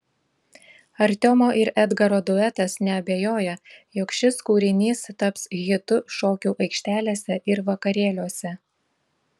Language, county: Lithuanian, Šiauliai